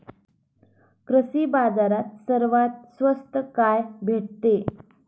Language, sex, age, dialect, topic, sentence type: Marathi, female, 18-24, Standard Marathi, agriculture, question